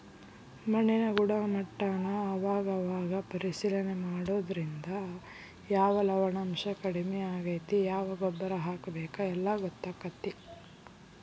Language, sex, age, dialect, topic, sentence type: Kannada, female, 31-35, Dharwad Kannada, agriculture, statement